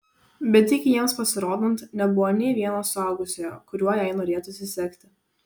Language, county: Lithuanian, Kaunas